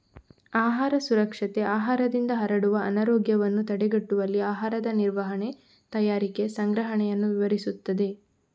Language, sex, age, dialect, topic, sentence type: Kannada, female, 18-24, Coastal/Dakshin, agriculture, statement